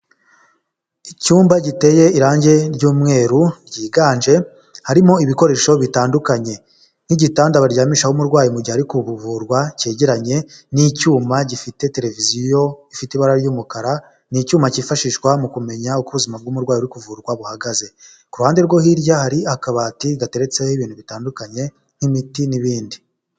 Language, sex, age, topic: Kinyarwanda, male, 18-24, health